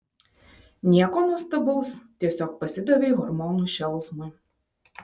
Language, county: Lithuanian, Vilnius